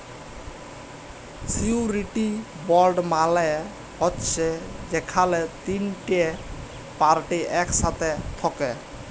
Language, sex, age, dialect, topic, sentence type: Bengali, male, 18-24, Jharkhandi, banking, statement